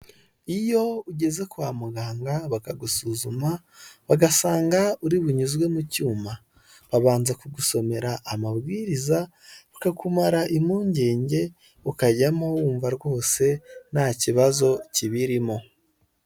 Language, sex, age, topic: Kinyarwanda, male, 18-24, health